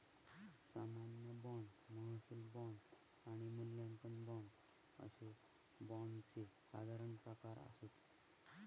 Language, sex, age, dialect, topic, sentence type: Marathi, male, 31-35, Southern Konkan, banking, statement